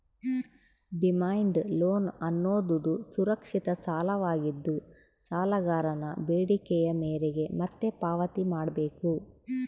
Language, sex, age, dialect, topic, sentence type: Kannada, female, 31-35, Central, banking, statement